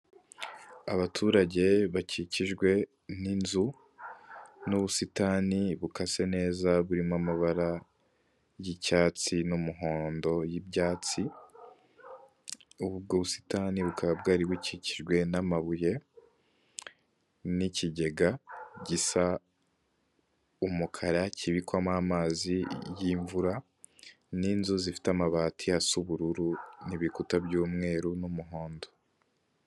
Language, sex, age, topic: Kinyarwanda, male, 18-24, finance